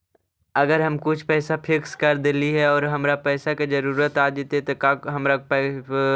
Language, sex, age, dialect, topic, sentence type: Magahi, male, 51-55, Central/Standard, banking, question